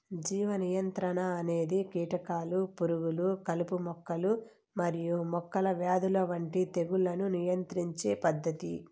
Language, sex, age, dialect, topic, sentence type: Telugu, female, 18-24, Southern, agriculture, statement